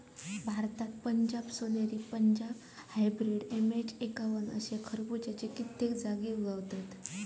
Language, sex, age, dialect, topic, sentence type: Marathi, female, 18-24, Southern Konkan, agriculture, statement